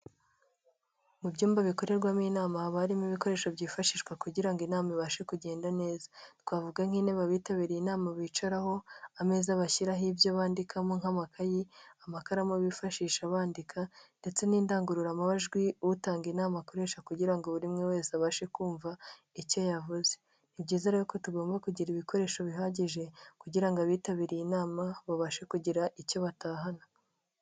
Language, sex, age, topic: Kinyarwanda, female, 18-24, government